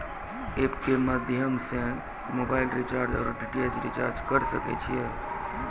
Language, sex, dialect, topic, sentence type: Maithili, male, Angika, banking, question